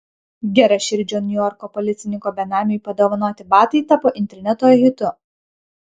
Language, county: Lithuanian, Kaunas